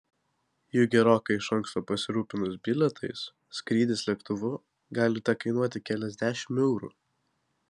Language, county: Lithuanian, Vilnius